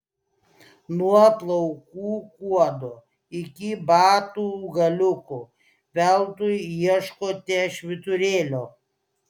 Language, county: Lithuanian, Klaipėda